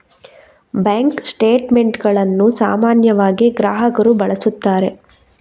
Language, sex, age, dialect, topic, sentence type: Kannada, female, 36-40, Coastal/Dakshin, banking, statement